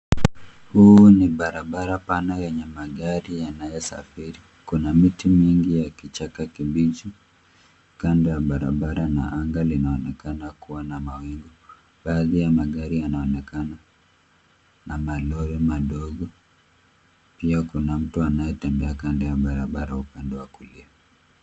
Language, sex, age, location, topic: Swahili, male, 25-35, Nairobi, government